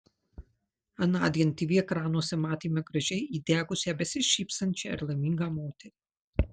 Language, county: Lithuanian, Marijampolė